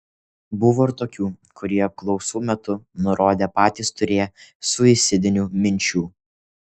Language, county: Lithuanian, Kaunas